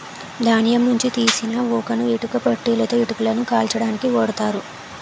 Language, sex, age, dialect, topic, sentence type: Telugu, female, 18-24, Utterandhra, agriculture, statement